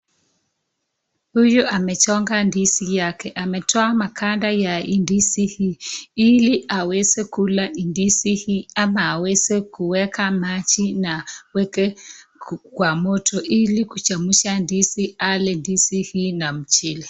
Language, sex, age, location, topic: Swahili, female, 25-35, Nakuru, agriculture